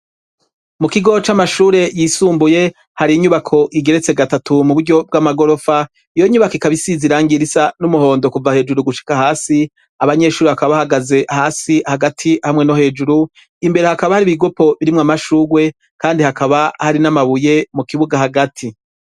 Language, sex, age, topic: Rundi, female, 25-35, education